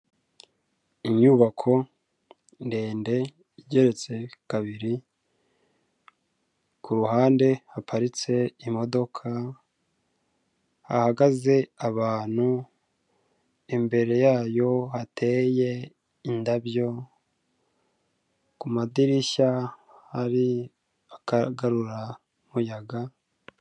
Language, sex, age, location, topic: Kinyarwanda, male, 25-35, Kigali, health